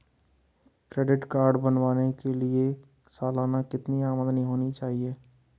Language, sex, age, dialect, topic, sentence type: Hindi, male, 31-35, Marwari Dhudhari, banking, question